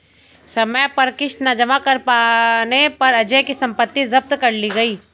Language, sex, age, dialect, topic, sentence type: Hindi, female, 25-30, Hindustani Malvi Khadi Boli, banking, statement